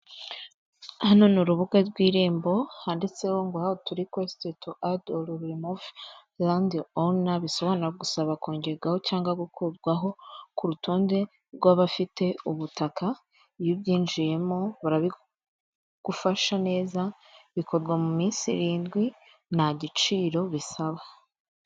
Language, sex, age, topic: Kinyarwanda, female, 25-35, government